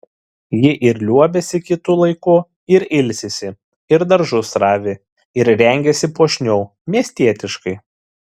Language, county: Lithuanian, Šiauliai